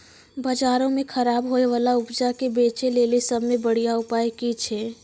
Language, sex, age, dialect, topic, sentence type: Maithili, female, 25-30, Angika, agriculture, statement